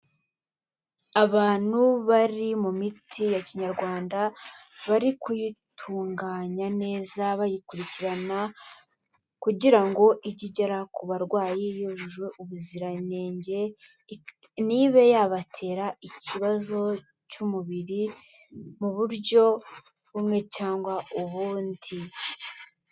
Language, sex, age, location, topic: Kinyarwanda, female, 18-24, Kigali, health